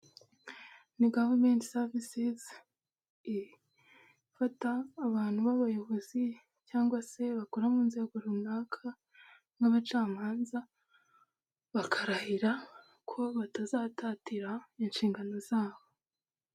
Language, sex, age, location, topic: Kinyarwanda, female, 25-35, Huye, government